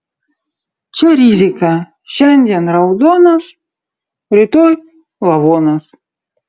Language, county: Lithuanian, Utena